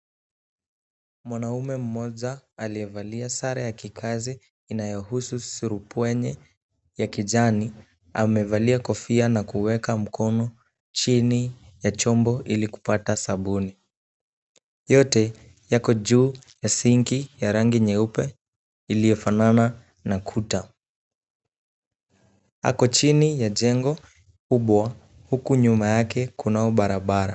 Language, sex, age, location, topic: Swahili, male, 18-24, Kisumu, health